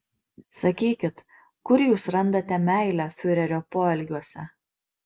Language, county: Lithuanian, Marijampolė